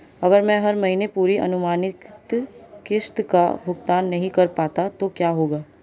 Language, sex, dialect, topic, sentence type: Hindi, female, Marwari Dhudhari, banking, question